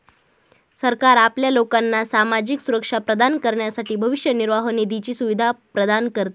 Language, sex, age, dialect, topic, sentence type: Marathi, female, 18-24, Northern Konkan, banking, statement